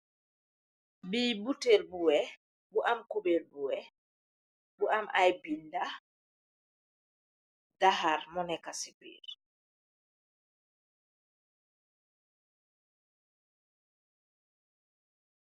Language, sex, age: Wolof, female, 36-49